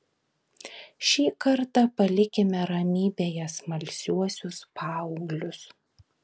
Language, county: Lithuanian, Vilnius